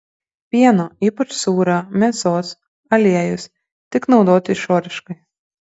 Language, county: Lithuanian, Kaunas